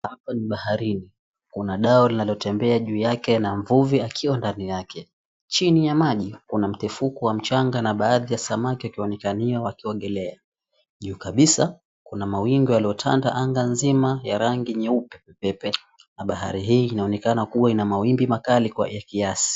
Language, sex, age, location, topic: Swahili, male, 18-24, Mombasa, government